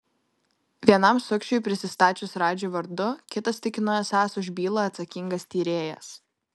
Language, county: Lithuanian, Kaunas